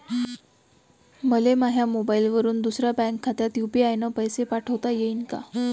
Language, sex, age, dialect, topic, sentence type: Marathi, female, 18-24, Varhadi, banking, question